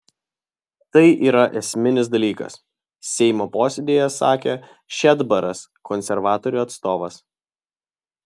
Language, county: Lithuanian, Vilnius